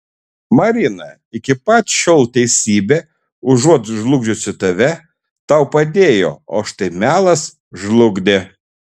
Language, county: Lithuanian, Šiauliai